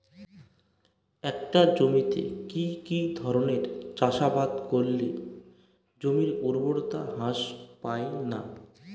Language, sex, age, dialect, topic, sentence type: Bengali, male, 25-30, Northern/Varendri, agriculture, question